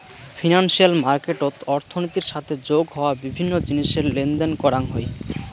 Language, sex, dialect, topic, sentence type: Bengali, male, Rajbangshi, banking, statement